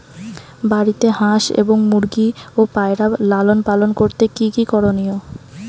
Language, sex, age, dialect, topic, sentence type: Bengali, female, 18-24, Rajbangshi, agriculture, question